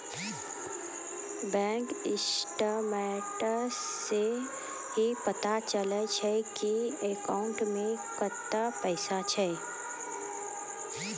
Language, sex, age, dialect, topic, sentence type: Maithili, female, 36-40, Angika, banking, statement